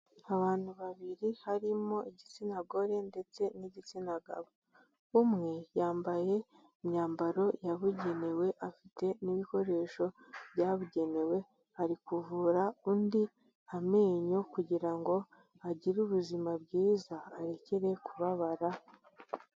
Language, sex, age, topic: Kinyarwanda, female, 18-24, health